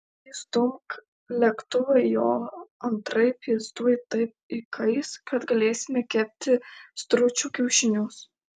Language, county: Lithuanian, Alytus